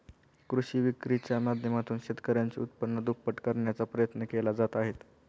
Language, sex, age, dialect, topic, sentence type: Marathi, male, 25-30, Standard Marathi, agriculture, statement